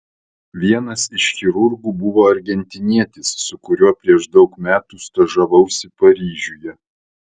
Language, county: Lithuanian, Vilnius